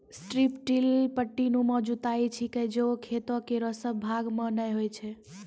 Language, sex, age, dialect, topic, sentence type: Maithili, female, 25-30, Angika, agriculture, statement